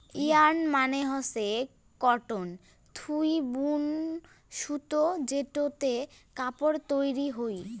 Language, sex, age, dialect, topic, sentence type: Bengali, female, 18-24, Rajbangshi, agriculture, statement